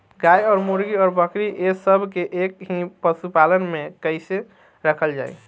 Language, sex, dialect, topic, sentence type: Bhojpuri, male, Southern / Standard, agriculture, question